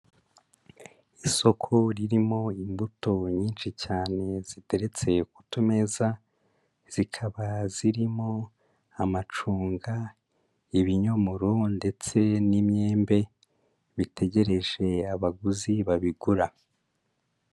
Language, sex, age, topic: Kinyarwanda, male, 25-35, agriculture